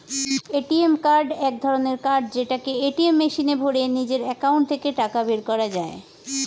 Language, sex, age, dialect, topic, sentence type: Bengali, female, 41-45, Standard Colloquial, banking, statement